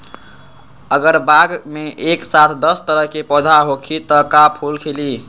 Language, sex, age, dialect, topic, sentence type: Magahi, male, 56-60, Western, agriculture, question